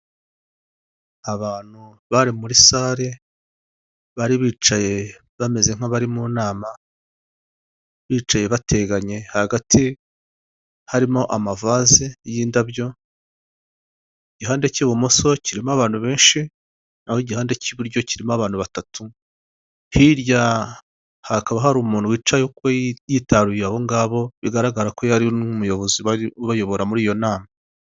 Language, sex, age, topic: Kinyarwanda, male, 50+, government